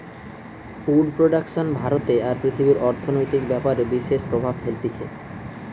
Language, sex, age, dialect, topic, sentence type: Bengali, male, 31-35, Western, agriculture, statement